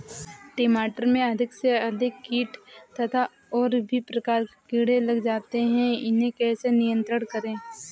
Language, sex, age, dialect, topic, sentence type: Hindi, female, 18-24, Awadhi Bundeli, agriculture, question